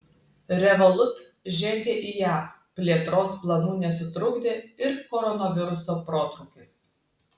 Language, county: Lithuanian, Klaipėda